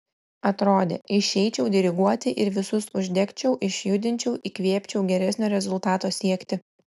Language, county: Lithuanian, Klaipėda